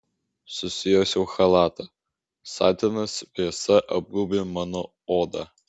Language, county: Lithuanian, Vilnius